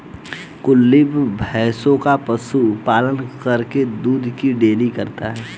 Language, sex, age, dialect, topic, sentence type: Hindi, male, 18-24, Hindustani Malvi Khadi Boli, agriculture, statement